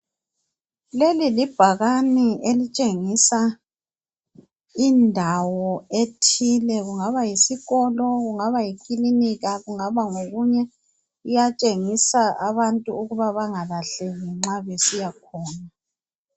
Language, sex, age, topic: North Ndebele, female, 50+, education